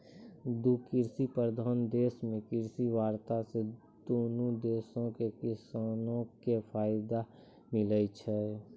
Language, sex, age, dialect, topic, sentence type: Maithili, male, 25-30, Angika, agriculture, statement